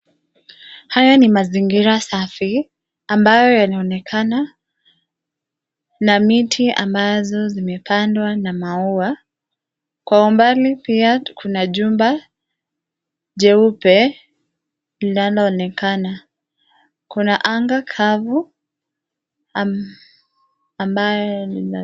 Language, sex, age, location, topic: Swahili, female, 25-35, Nairobi, finance